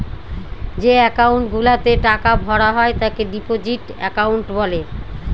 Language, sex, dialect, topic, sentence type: Bengali, female, Northern/Varendri, banking, statement